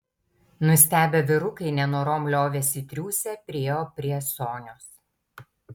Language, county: Lithuanian, Tauragė